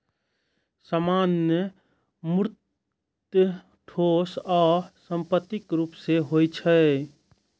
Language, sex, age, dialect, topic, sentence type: Maithili, male, 25-30, Eastern / Thethi, banking, statement